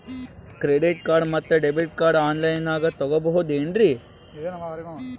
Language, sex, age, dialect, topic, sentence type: Kannada, male, 18-24, Northeastern, banking, question